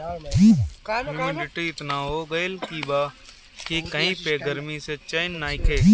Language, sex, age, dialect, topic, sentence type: Bhojpuri, male, 18-24, Northern, agriculture, statement